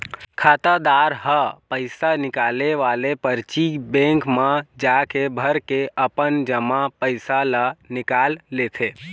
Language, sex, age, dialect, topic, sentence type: Chhattisgarhi, male, 25-30, Eastern, banking, statement